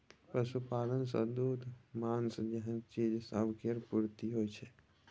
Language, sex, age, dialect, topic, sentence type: Maithili, male, 18-24, Bajjika, agriculture, statement